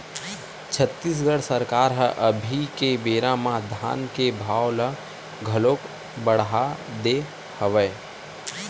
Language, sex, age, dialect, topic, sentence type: Chhattisgarhi, male, 18-24, Western/Budati/Khatahi, agriculture, statement